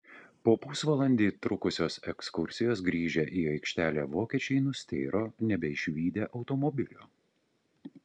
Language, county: Lithuanian, Utena